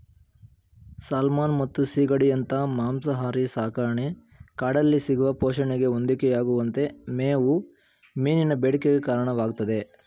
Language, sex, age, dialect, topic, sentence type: Kannada, male, 18-24, Mysore Kannada, agriculture, statement